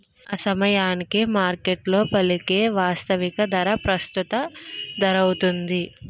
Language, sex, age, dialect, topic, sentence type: Telugu, female, 18-24, Utterandhra, banking, statement